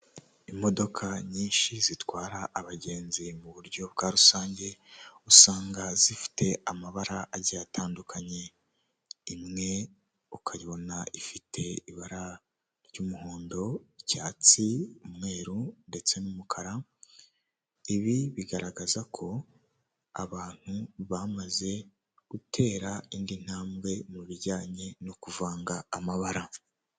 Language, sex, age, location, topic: Kinyarwanda, male, 18-24, Huye, government